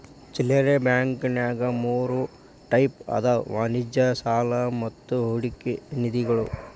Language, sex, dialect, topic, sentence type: Kannada, male, Dharwad Kannada, banking, statement